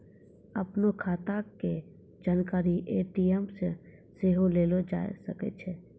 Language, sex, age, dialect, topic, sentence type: Maithili, female, 51-55, Angika, banking, statement